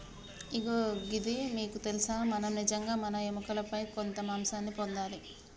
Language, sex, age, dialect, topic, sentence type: Telugu, female, 31-35, Telangana, agriculture, statement